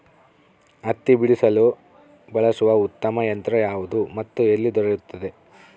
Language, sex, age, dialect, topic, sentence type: Kannada, female, 36-40, Central, agriculture, question